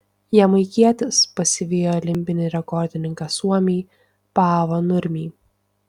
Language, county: Lithuanian, Tauragė